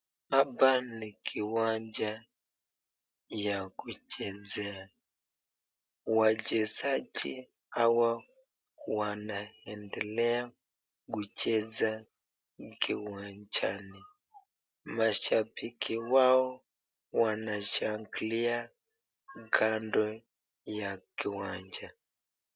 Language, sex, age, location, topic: Swahili, male, 25-35, Nakuru, government